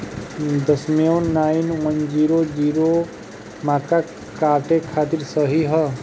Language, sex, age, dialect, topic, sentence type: Bhojpuri, male, 25-30, Northern, agriculture, question